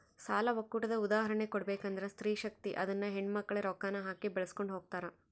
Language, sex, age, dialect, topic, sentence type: Kannada, female, 18-24, Central, banking, statement